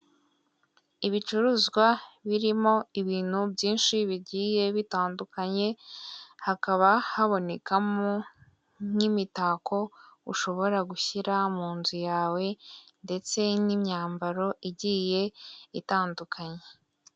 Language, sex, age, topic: Kinyarwanda, female, 18-24, finance